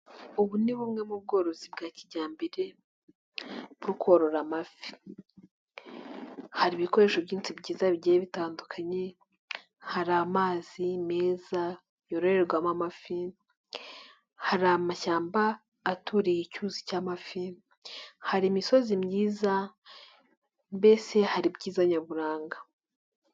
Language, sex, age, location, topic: Kinyarwanda, female, 18-24, Nyagatare, agriculture